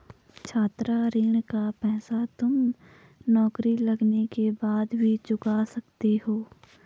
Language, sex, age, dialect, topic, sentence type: Hindi, female, 18-24, Garhwali, banking, statement